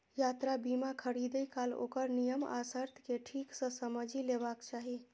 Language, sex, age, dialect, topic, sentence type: Maithili, female, 25-30, Eastern / Thethi, banking, statement